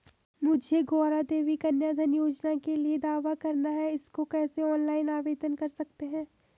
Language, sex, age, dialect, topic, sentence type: Hindi, female, 18-24, Garhwali, banking, question